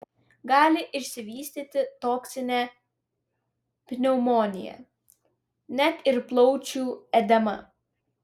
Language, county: Lithuanian, Vilnius